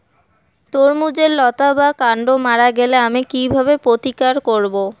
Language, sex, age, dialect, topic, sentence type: Bengali, female, 18-24, Rajbangshi, agriculture, question